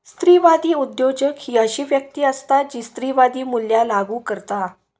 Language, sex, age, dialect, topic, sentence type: Marathi, female, 56-60, Southern Konkan, banking, statement